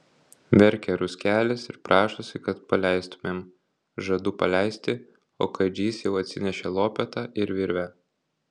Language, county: Lithuanian, Kaunas